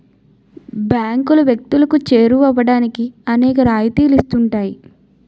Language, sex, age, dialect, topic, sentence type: Telugu, female, 25-30, Utterandhra, banking, statement